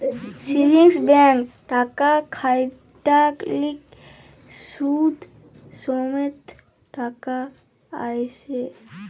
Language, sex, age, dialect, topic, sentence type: Bengali, female, <18, Jharkhandi, banking, statement